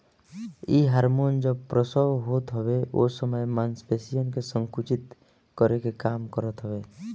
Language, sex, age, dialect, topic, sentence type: Bhojpuri, male, 25-30, Northern, agriculture, statement